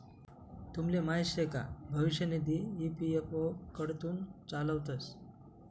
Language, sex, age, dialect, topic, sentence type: Marathi, male, 25-30, Northern Konkan, banking, statement